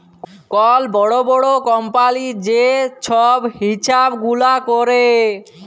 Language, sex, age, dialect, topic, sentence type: Bengali, male, 18-24, Jharkhandi, banking, statement